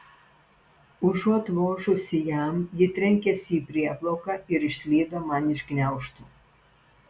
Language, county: Lithuanian, Panevėžys